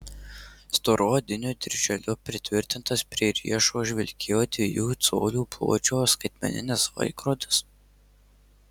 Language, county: Lithuanian, Marijampolė